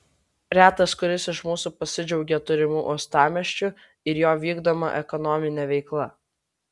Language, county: Lithuanian, Vilnius